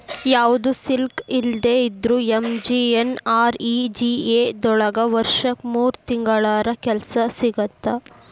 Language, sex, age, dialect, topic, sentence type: Kannada, female, 18-24, Dharwad Kannada, banking, statement